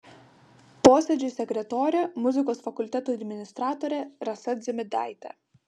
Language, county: Lithuanian, Vilnius